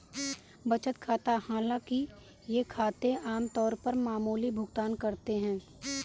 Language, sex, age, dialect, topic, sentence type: Hindi, female, 18-24, Kanauji Braj Bhasha, banking, statement